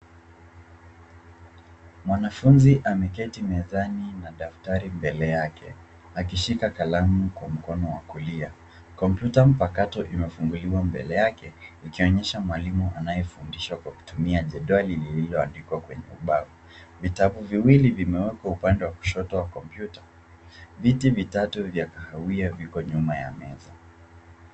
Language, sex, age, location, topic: Swahili, male, 25-35, Nairobi, education